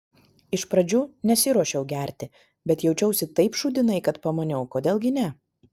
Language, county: Lithuanian, Vilnius